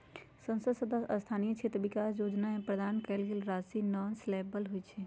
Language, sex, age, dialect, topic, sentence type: Magahi, female, 31-35, Western, banking, statement